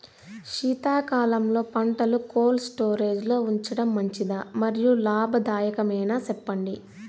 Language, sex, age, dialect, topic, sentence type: Telugu, female, 18-24, Southern, agriculture, question